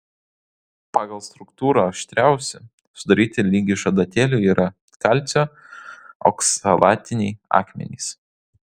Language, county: Lithuanian, Kaunas